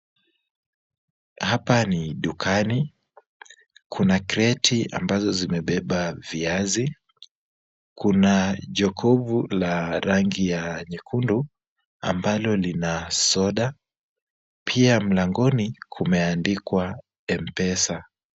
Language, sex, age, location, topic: Swahili, male, 25-35, Kisumu, finance